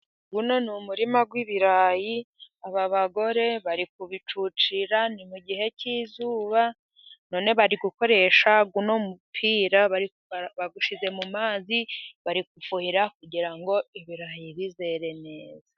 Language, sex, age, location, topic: Kinyarwanda, female, 50+, Musanze, agriculture